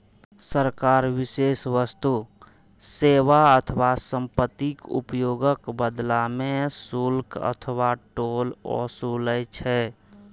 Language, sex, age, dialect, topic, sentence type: Maithili, male, 25-30, Eastern / Thethi, banking, statement